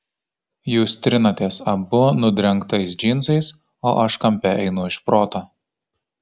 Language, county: Lithuanian, Kaunas